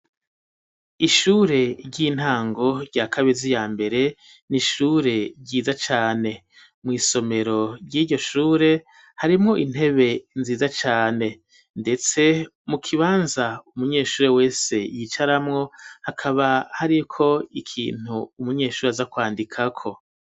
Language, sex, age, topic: Rundi, male, 36-49, education